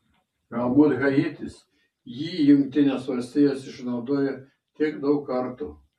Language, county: Lithuanian, Šiauliai